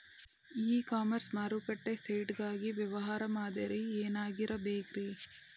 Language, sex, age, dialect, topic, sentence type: Kannada, female, 18-24, Dharwad Kannada, agriculture, question